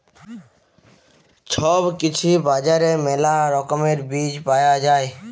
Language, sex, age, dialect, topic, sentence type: Bengali, male, 18-24, Jharkhandi, agriculture, statement